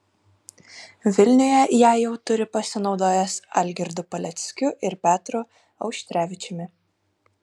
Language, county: Lithuanian, Kaunas